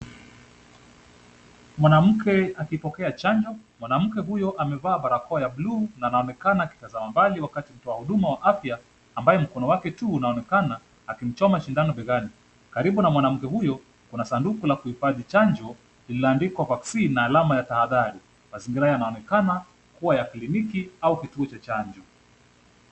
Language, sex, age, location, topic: Swahili, male, 25-35, Kisumu, health